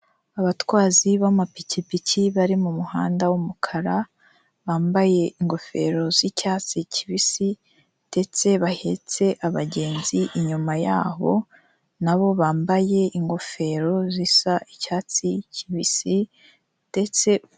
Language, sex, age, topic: Kinyarwanda, female, 18-24, finance